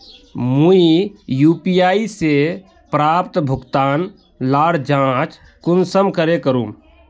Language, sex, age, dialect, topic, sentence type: Magahi, male, 18-24, Northeastern/Surjapuri, banking, question